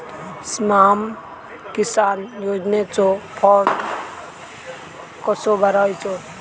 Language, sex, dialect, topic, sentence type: Marathi, male, Southern Konkan, agriculture, question